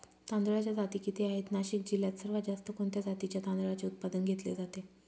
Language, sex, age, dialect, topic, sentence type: Marathi, female, 36-40, Northern Konkan, agriculture, question